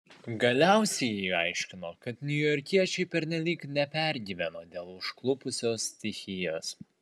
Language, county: Lithuanian, Vilnius